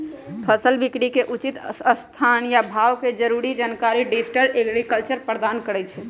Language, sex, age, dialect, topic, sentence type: Magahi, female, 31-35, Western, agriculture, statement